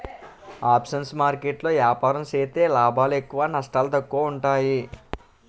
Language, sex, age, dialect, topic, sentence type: Telugu, male, 18-24, Utterandhra, banking, statement